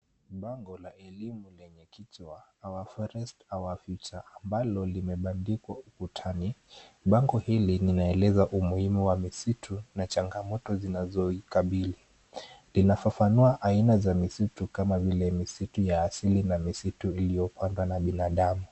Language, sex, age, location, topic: Swahili, male, 18-24, Kisumu, education